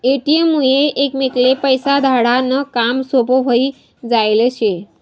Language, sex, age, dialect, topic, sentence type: Marathi, female, 18-24, Northern Konkan, banking, statement